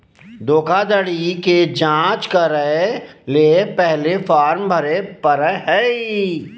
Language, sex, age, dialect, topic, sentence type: Magahi, male, 36-40, Southern, banking, statement